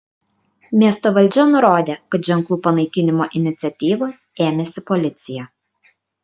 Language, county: Lithuanian, Kaunas